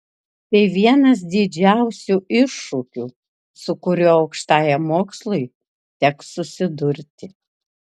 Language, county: Lithuanian, Kaunas